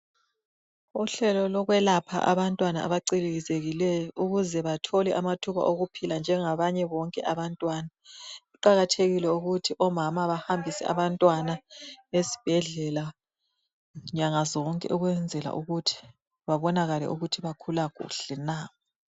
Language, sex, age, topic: North Ndebele, female, 25-35, health